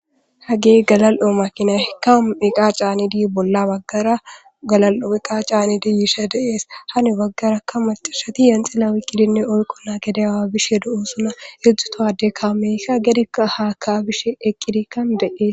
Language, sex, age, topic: Gamo, female, 18-24, government